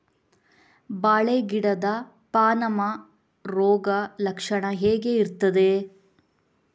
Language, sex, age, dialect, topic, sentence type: Kannada, female, 18-24, Coastal/Dakshin, agriculture, question